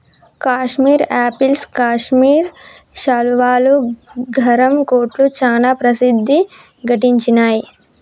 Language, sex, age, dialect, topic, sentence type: Telugu, male, 18-24, Telangana, agriculture, statement